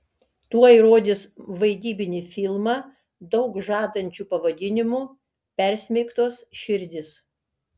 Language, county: Lithuanian, Kaunas